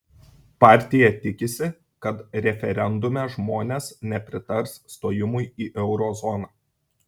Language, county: Lithuanian, Šiauliai